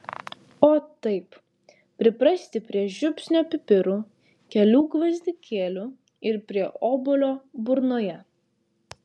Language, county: Lithuanian, Vilnius